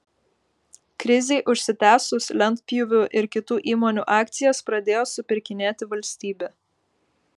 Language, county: Lithuanian, Vilnius